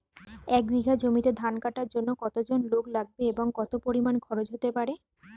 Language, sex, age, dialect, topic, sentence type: Bengali, female, 25-30, Standard Colloquial, agriculture, question